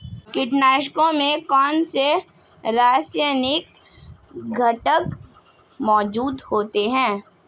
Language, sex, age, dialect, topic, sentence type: Hindi, female, 18-24, Marwari Dhudhari, agriculture, question